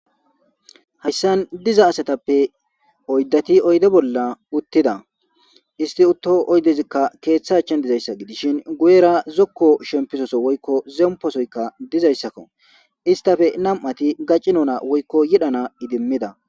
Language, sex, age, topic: Gamo, male, 25-35, government